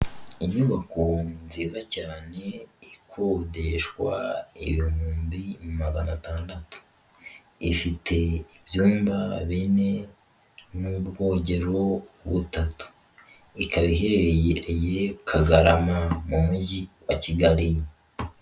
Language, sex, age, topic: Kinyarwanda, male, 18-24, finance